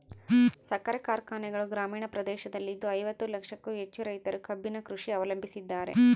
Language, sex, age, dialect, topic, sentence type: Kannada, female, 25-30, Central, agriculture, statement